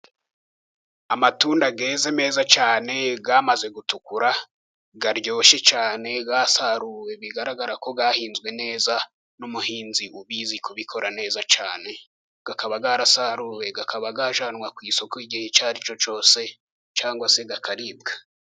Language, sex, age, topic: Kinyarwanda, male, 18-24, agriculture